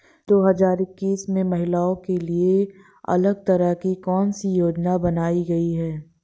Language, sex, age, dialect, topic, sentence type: Hindi, female, 18-24, Awadhi Bundeli, banking, question